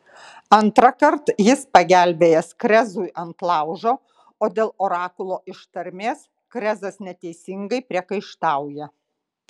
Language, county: Lithuanian, Kaunas